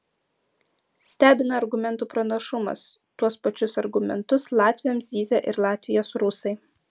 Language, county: Lithuanian, Utena